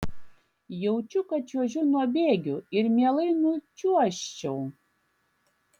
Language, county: Lithuanian, Klaipėda